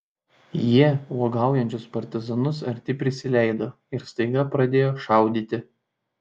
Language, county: Lithuanian, Šiauliai